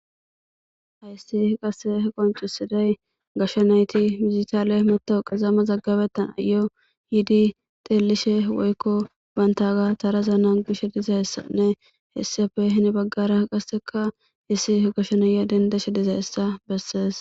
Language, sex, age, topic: Gamo, female, 18-24, government